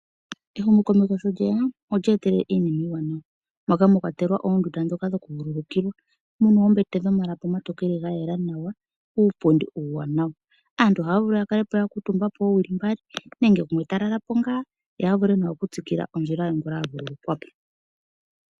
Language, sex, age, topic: Oshiwambo, female, 25-35, finance